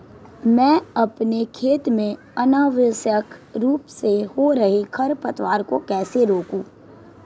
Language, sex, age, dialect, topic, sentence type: Hindi, female, 18-24, Marwari Dhudhari, agriculture, question